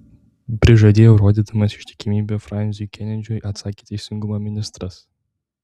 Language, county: Lithuanian, Tauragė